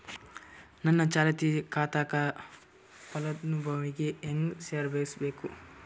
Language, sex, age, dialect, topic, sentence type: Kannada, male, 18-24, Northeastern, banking, question